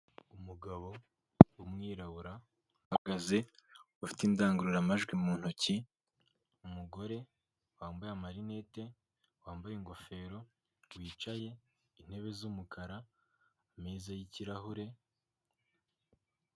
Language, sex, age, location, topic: Kinyarwanda, male, 18-24, Kigali, government